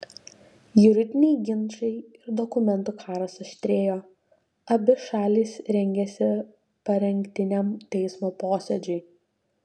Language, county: Lithuanian, Šiauliai